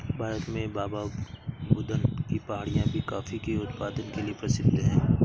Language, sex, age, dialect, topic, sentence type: Hindi, male, 56-60, Awadhi Bundeli, agriculture, statement